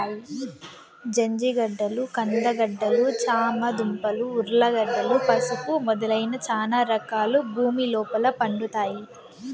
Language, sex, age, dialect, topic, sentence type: Telugu, female, 18-24, Southern, agriculture, statement